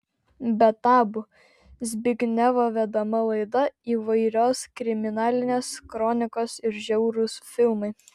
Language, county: Lithuanian, Vilnius